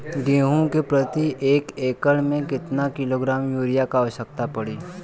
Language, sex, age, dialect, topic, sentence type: Bhojpuri, male, 18-24, Western, agriculture, question